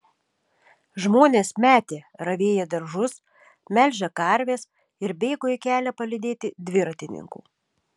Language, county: Lithuanian, Šiauliai